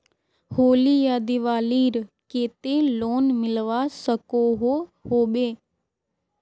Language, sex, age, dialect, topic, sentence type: Magahi, female, 36-40, Northeastern/Surjapuri, banking, question